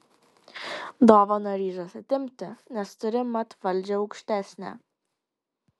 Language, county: Lithuanian, Kaunas